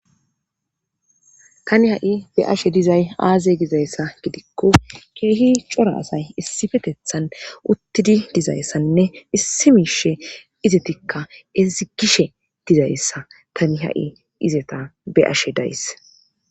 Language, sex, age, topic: Gamo, female, 25-35, government